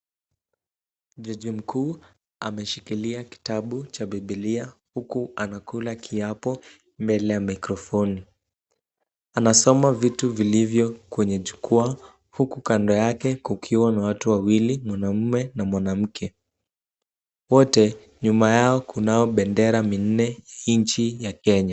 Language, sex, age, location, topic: Swahili, male, 18-24, Kisumu, government